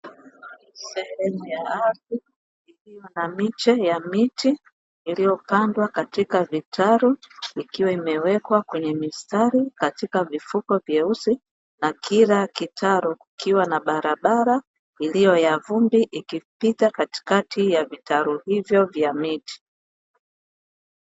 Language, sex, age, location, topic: Swahili, female, 50+, Dar es Salaam, agriculture